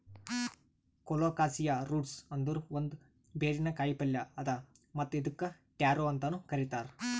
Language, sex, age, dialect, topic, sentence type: Kannada, male, 18-24, Northeastern, agriculture, statement